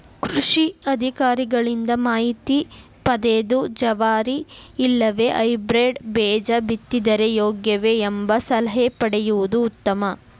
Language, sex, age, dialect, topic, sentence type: Kannada, female, 18-24, Dharwad Kannada, agriculture, statement